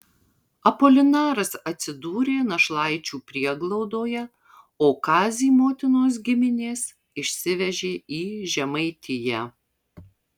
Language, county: Lithuanian, Marijampolė